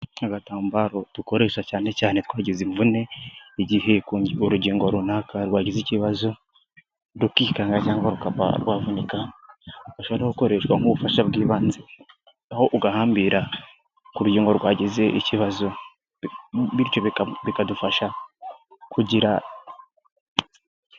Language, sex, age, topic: Kinyarwanda, female, 50+, health